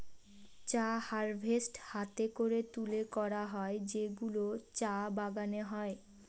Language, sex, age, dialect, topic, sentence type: Bengali, female, 18-24, Northern/Varendri, agriculture, statement